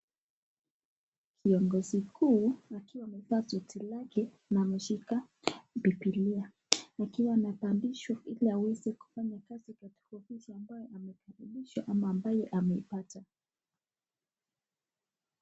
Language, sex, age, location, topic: Swahili, female, 18-24, Nakuru, government